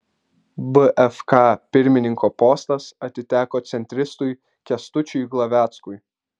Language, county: Lithuanian, Vilnius